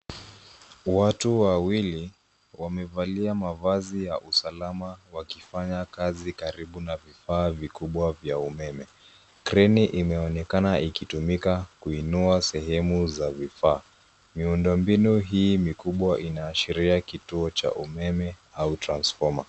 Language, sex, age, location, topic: Swahili, male, 18-24, Nairobi, government